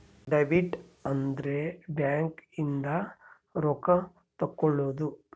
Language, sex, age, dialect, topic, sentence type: Kannada, male, 31-35, Central, banking, statement